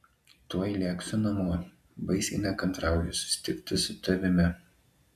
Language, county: Lithuanian, Alytus